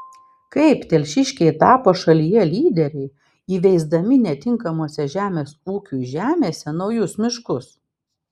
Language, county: Lithuanian, Vilnius